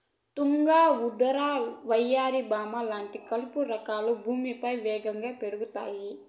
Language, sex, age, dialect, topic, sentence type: Telugu, female, 41-45, Southern, agriculture, statement